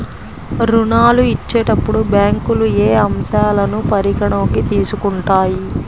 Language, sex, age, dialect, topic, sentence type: Telugu, female, 25-30, Central/Coastal, banking, question